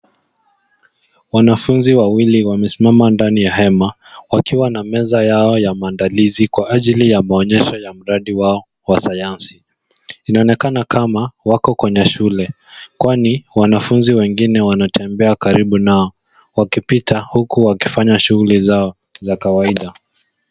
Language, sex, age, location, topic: Swahili, male, 18-24, Nairobi, education